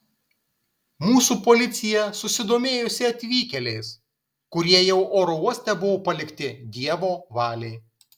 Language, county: Lithuanian, Kaunas